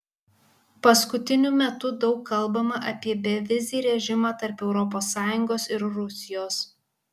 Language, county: Lithuanian, Kaunas